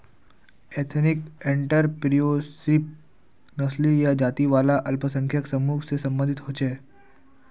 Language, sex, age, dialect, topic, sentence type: Magahi, male, 51-55, Northeastern/Surjapuri, banking, statement